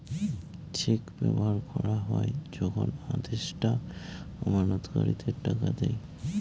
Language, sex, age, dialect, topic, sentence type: Bengali, male, 18-24, Northern/Varendri, banking, statement